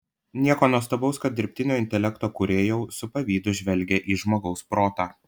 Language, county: Lithuanian, Panevėžys